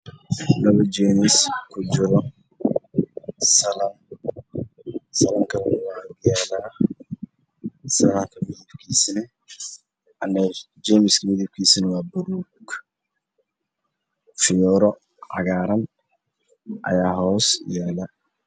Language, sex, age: Somali, male, 18-24